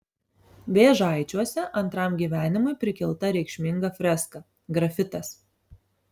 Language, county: Lithuanian, Alytus